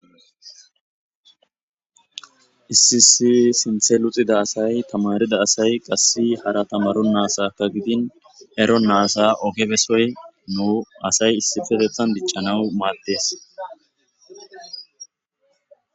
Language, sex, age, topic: Gamo, male, 25-35, agriculture